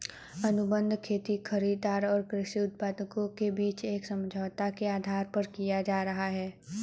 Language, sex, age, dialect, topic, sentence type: Hindi, female, 31-35, Hindustani Malvi Khadi Boli, agriculture, statement